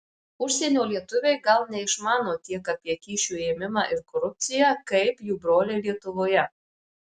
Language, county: Lithuanian, Marijampolė